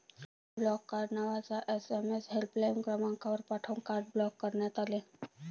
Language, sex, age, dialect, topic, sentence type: Marathi, female, 18-24, Varhadi, banking, statement